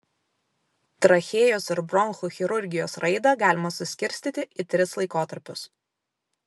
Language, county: Lithuanian, Vilnius